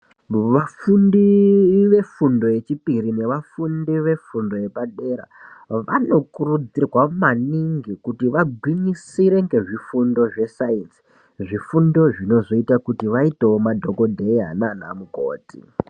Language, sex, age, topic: Ndau, female, 50+, education